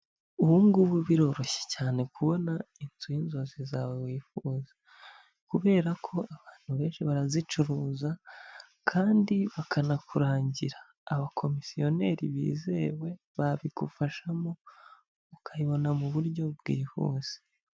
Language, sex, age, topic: Kinyarwanda, male, 36-49, finance